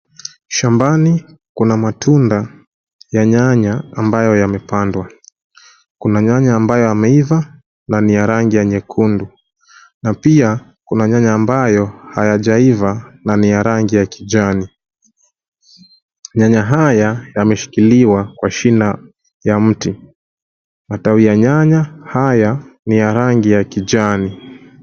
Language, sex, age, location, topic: Swahili, male, 25-35, Nairobi, agriculture